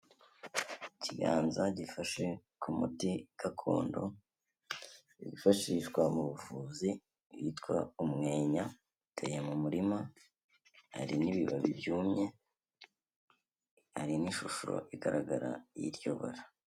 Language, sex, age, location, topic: Kinyarwanda, male, 25-35, Kigali, health